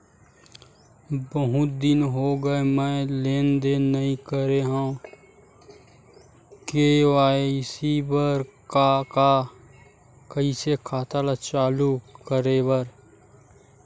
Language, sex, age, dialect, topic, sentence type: Chhattisgarhi, male, 41-45, Western/Budati/Khatahi, banking, question